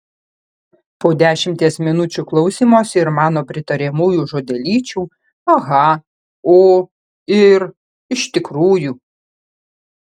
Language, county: Lithuanian, Panevėžys